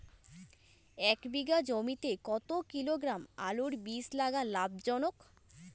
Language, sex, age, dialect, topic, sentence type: Bengali, female, 18-24, Rajbangshi, agriculture, question